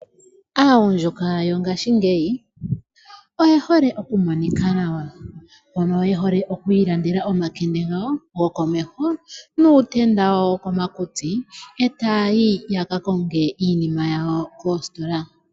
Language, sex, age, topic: Oshiwambo, female, 18-24, finance